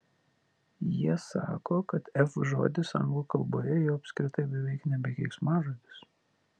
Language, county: Lithuanian, Vilnius